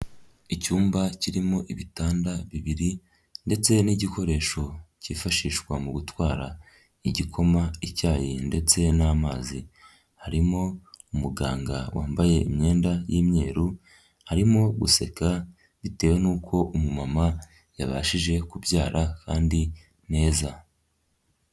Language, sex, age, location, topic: Kinyarwanda, female, 50+, Nyagatare, health